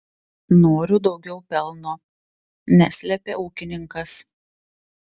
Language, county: Lithuanian, Panevėžys